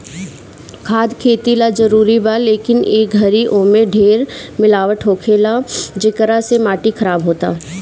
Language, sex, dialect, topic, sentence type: Bhojpuri, female, Northern, agriculture, statement